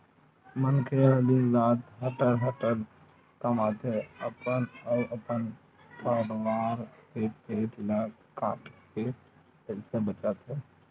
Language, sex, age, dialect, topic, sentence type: Chhattisgarhi, male, 25-30, Western/Budati/Khatahi, banking, statement